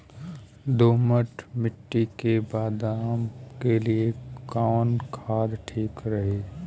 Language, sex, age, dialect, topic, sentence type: Bhojpuri, male, 18-24, Western, agriculture, question